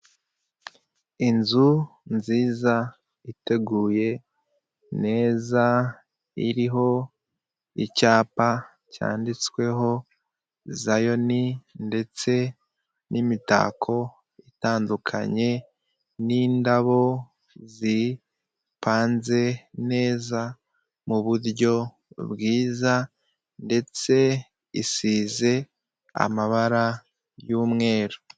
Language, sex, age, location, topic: Kinyarwanda, male, 25-35, Kigali, finance